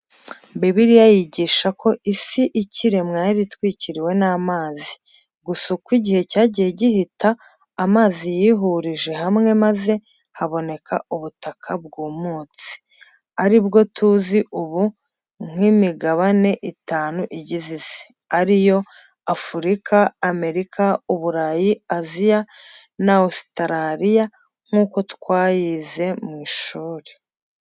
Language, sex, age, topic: Kinyarwanda, female, 25-35, education